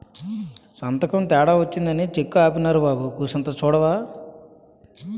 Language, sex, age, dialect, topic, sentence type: Telugu, male, 31-35, Utterandhra, banking, statement